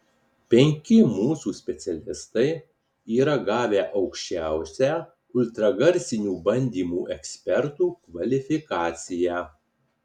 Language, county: Lithuanian, Marijampolė